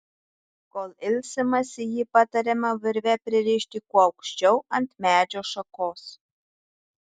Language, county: Lithuanian, Tauragė